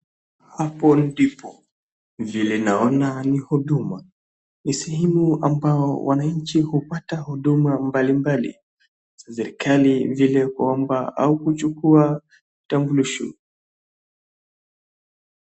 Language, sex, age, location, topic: Swahili, male, 36-49, Wajir, government